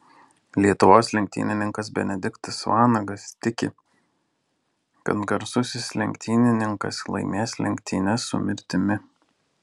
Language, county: Lithuanian, Alytus